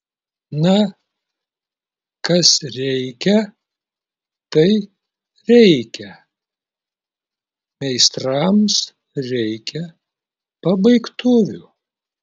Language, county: Lithuanian, Klaipėda